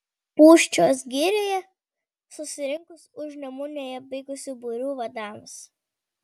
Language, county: Lithuanian, Vilnius